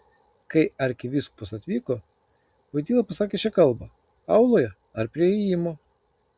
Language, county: Lithuanian, Kaunas